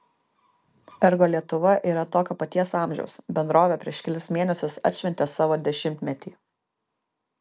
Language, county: Lithuanian, Kaunas